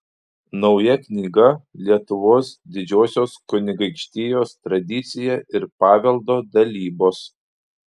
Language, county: Lithuanian, Panevėžys